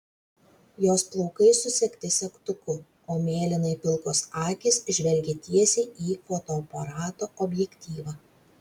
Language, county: Lithuanian, Vilnius